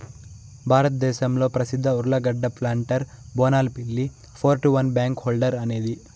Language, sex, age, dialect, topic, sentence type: Telugu, male, 18-24, Southern, agriculture, statement